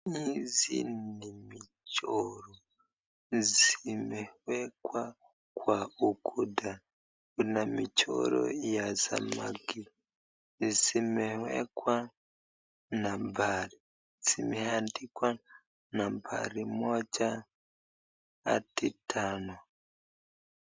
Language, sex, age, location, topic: Swahili, male, 25-35, Nakuru, education